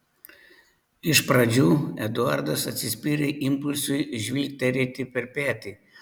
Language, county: Lithuanian, Panevėžys